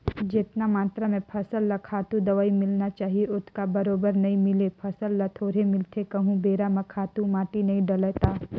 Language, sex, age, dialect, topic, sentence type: Chhattisgarhi, female, 25-30, Northern/Bhandar, agriculture, statement